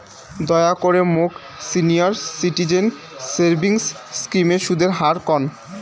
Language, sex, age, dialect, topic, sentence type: Bengali, male, 18-24, Rajbangshi, banking, statement